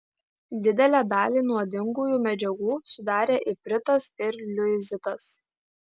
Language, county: Lithuanian, Klaipėda